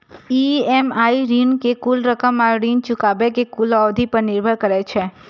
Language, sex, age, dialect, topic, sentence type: Maithili, female, 25-30, Eastern / Thethi, banking, statement